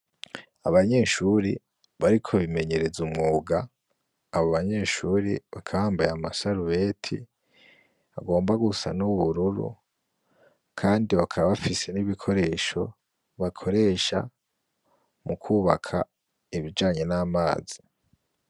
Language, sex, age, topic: Rundi, male, 18-24, education